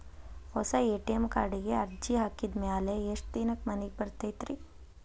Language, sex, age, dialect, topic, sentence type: Kannada, female, 18-24, Dharwad Kannada, banking, question